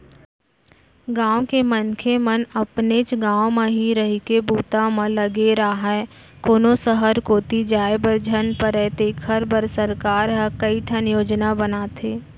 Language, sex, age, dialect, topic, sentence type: Chhattisgarhi, female, 25-30, Central, banking, statement